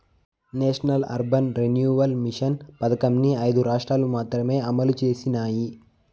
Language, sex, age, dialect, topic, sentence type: Telugu, male, 18-24, Southern, banking, statement